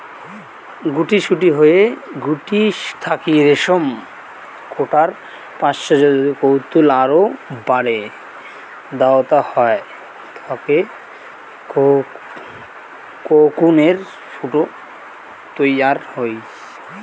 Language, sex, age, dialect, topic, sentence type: Bengali, male, 18-24, Rajbangshi, agriculture, statement